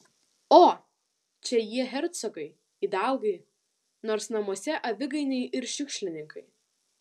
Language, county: Lithuanian, Vilnius